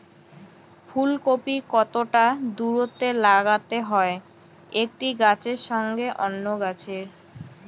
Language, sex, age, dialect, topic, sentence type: Bengali, female, 18-24, Rajbangshi, agriculture, question